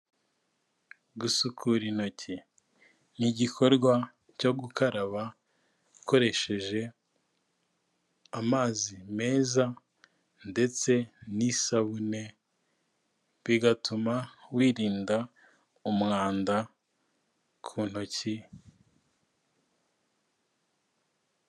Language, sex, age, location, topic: Kinyarwanda, male, 25-35, Kigali, health